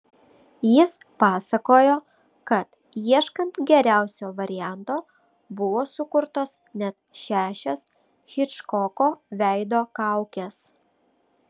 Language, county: Lithuanian, Šiauliai